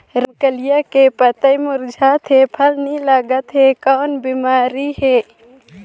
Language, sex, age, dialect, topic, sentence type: Chhattisgarhi, female, 18-24, Northern/Bhandar, agriculture, question